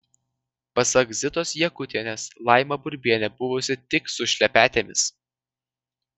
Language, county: Lithuanian, Vilnius